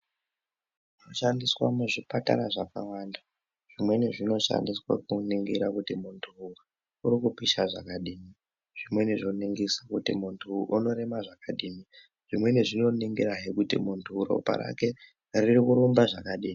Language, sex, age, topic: Ndau, male, 18-24, health